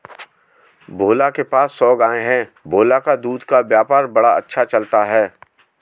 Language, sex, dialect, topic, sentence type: Hindi, male, Marwari Dhudhari, agriculture, statement